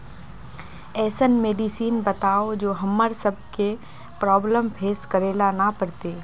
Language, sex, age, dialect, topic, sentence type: Magahi, female, 18-24, Northeastern/Surjapuri, agriculture, question